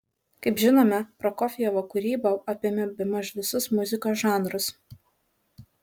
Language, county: Lithuanian, Šiauliai